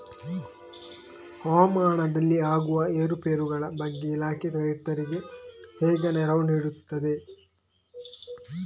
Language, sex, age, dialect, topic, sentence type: Kannada, male, 18-24, Coastal/Dakshin, agriculture, question